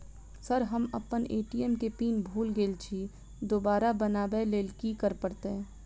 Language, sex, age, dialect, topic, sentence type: Maithili, female, 25-30, Southern/Standard, banking, question